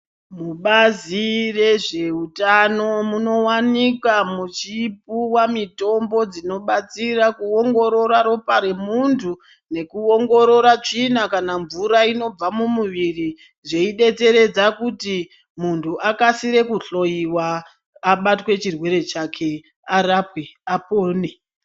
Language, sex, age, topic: Ndau, female, 36-49, health